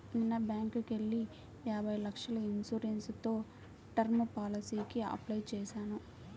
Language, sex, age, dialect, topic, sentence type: Telugu, female, 18-24, Central/Coastal, banking, statement